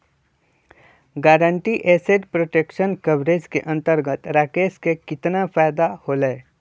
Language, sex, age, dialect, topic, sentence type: Magahi, male, 25-30, Western, banking, statement